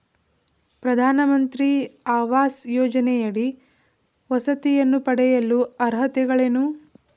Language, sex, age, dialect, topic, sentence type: Kannada, female, 18-24, Mysore Kannada, banking, question